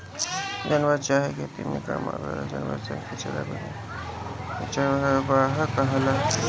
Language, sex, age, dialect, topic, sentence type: Bhojpuri, female, 25-30, Northern, agriculture, statement